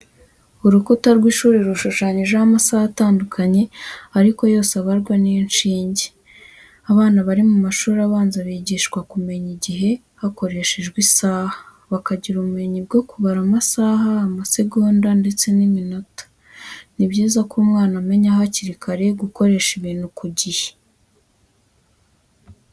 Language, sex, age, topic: Kinyarwanda, female, 18-24, education